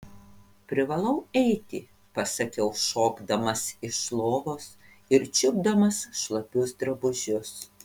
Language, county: Lithuanian, Panevėžys